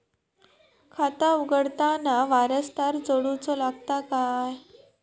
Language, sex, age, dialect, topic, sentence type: Marathi, female, 18-24, Southern Konkan, banking, question